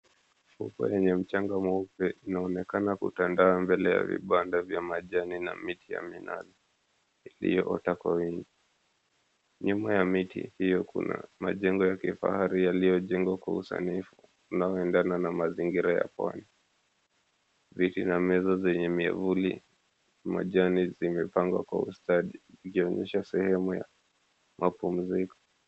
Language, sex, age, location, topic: Swahili, male, 25-35, Mombasa, government